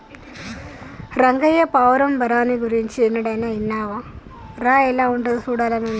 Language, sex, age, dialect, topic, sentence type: Telugu, female, 46-50, Telangana, agriculture, statement